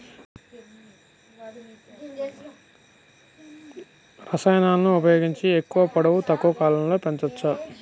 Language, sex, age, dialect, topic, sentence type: Telugu, male, 31-35, Telangana, agriculture, question